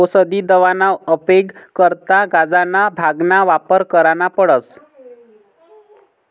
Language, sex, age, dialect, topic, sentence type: Marathi, male, 51-55, Northern Konkan, agriculture, statement